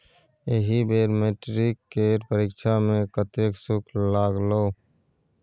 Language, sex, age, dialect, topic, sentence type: Maithili, male, 46-50, Bajjika, banking, statement